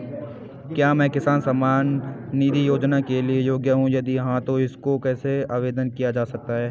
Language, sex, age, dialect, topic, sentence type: Hindi, male, 18-24, Garhwali, banking, question